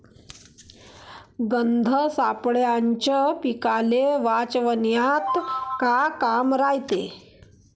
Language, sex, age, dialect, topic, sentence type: Marathi, female, 41-45, Varhadi, agriculture, question